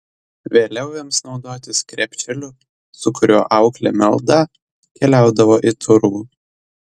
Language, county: Lithuanian, Telšiai